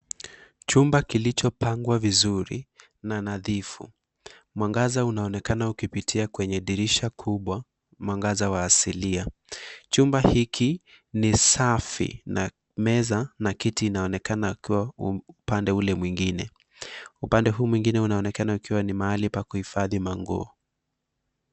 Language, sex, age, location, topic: Swahili, male, 25-35, Nairobi, education